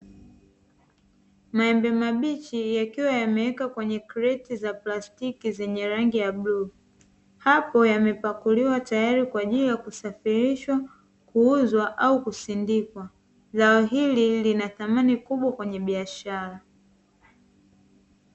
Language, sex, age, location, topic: Swahili, female, 18-24, Dar es Salaam, agriculture